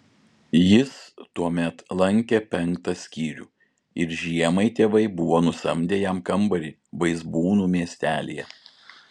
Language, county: Lithuanian, Vilnius